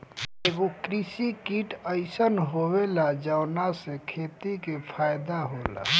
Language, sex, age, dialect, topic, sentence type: Bhojpuri, male, 18-24, Northern, agriculture, statement